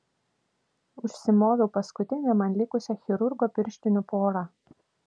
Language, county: Lithuanian, Vilnius